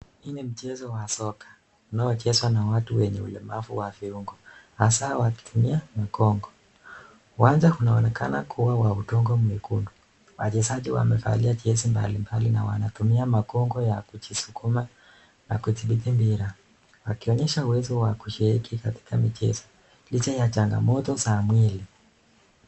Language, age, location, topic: Swahili, 36-49, Nakuru, education